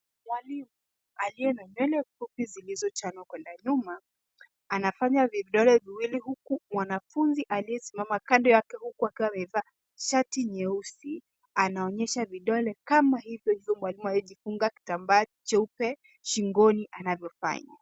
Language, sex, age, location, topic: Swahili, female, 18-24, Nairobi, education